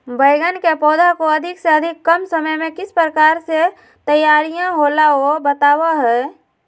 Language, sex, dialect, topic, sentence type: Magahi, female, Southern, agriculture, question